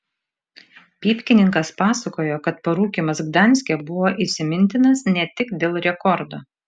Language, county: Lithuanian, Šiauliai